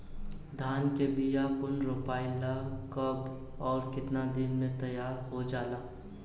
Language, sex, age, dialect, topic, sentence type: Bhojpuri, male, 18-24, Southern / Standard, agriculture, question